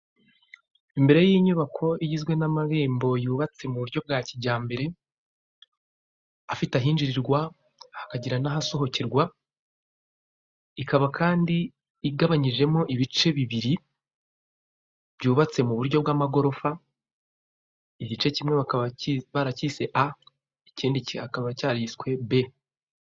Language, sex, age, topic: Kinyarwanda, male, 36-49, finance